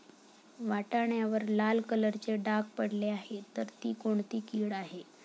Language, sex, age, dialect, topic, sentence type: Marathi, female, 31-35, Standard Marathi, agriculture, question